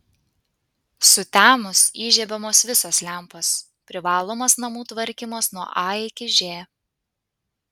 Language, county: Lithuanian, Panevėžys